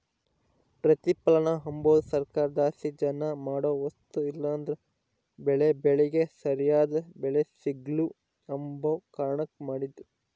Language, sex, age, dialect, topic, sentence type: Kannada, male, 25-30, Central, banking, statement